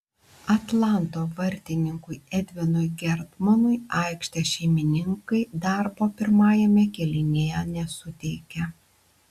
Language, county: Lithuanian, Klaipėda